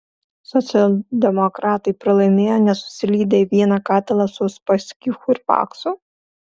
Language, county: Lithuanian, Klaipėda